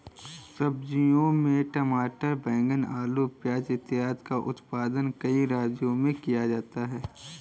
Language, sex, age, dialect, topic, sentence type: Hindi, male, 18-24, Kanauji Braj Bhasha, agriculture, statement